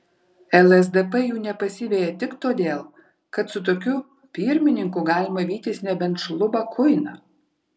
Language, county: Lithuanian, Vilnius